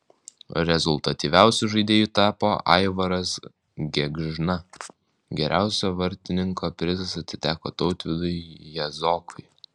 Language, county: Lithuanian, Alytus